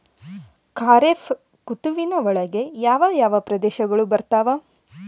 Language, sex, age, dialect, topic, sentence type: Kannada, female, 18-24, Central, agriculture, question